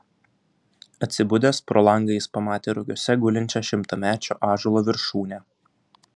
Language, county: Lithuanian, Vilnius